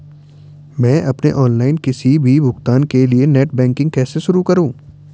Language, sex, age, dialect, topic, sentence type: Hindi, male, 18-24, Garhwali, banking, question